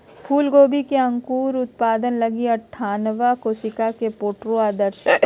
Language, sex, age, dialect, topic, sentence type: Magahi, female, 36-40, Southern, agriculture, statement